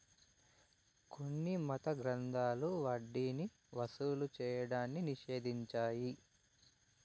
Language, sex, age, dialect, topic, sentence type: Telugu, male, 18-24, Southern, banking, statement